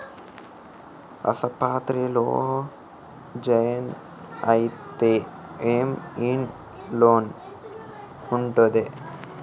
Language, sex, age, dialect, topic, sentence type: Telugu, male, 18-24, Telangana, banking, question